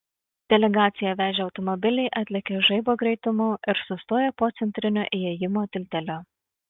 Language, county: Lithuanian, Šiauliai